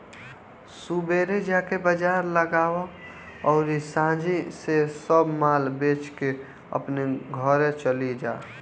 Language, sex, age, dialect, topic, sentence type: Bhojpuri, male, 18-24, Northern, banking, statement